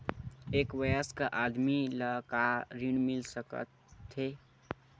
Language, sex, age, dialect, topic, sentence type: Chhattisgarhi, male, 60-100, Western/Budati/Khatahi, banking, question